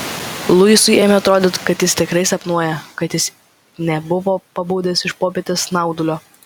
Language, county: Lithuanian, Vilnius